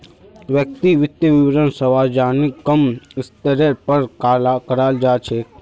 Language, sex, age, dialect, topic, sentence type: Magahi, male, 51-55, Northeastern/Surjapuri, banking, statement